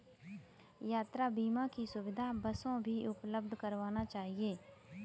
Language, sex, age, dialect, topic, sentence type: Hindi, female, 18-24, Kanauji Braj Bhasha, banking, statement